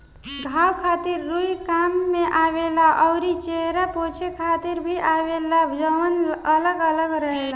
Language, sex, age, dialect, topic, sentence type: Bhojpuri, female, 25-30, Southern / Standard, agriculture, statement